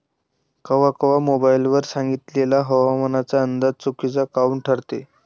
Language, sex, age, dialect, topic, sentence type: Marathi, male, 18-24, Varhadi, agriculture, question